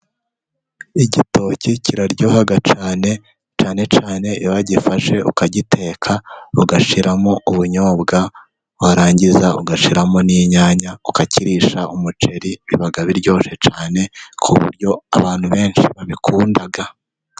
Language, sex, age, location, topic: Kinyarwanda, male, 18-24, Musanze, agriculture